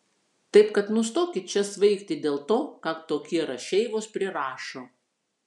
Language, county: Lithuanian, Vilnius